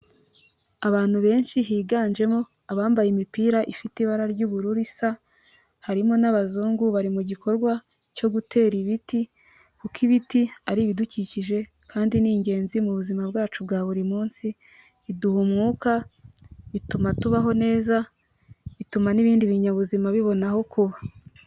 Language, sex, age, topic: Kinyarwanda, female, 25-35, health